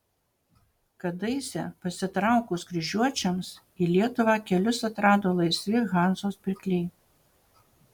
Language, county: Lithuanian, Utena